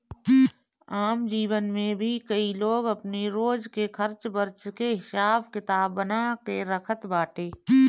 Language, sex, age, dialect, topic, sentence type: Bhojpuri, female, 31-35, Northern, banking, statement